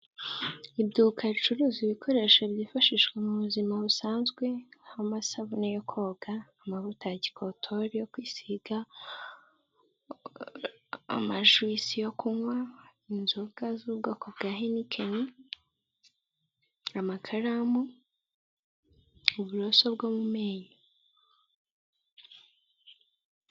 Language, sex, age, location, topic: Kinyarwanda, female, 18-24, Gakenke, agriculture